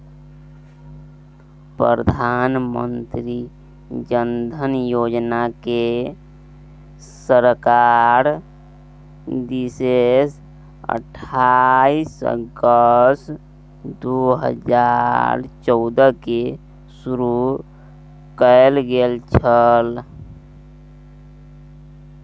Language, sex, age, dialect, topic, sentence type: Maithili, male, 18-24, Bajjika, banking, statement